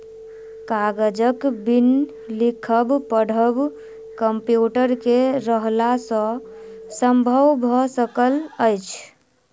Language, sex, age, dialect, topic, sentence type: Maithili, male, 36-40, Southern/Standard, agriculture, statement